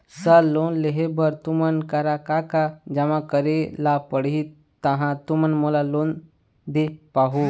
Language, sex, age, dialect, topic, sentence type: Chhattisgarhi, male, 60-100, Eastern, banking, question